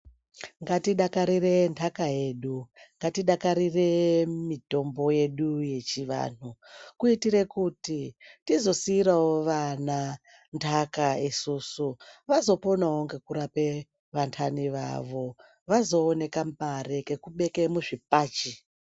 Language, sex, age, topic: Ndau, male, 18-24, health